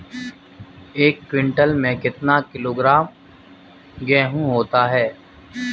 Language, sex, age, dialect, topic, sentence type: Hindi, male, 25-30, Marwari Dhudhari, agriculture, question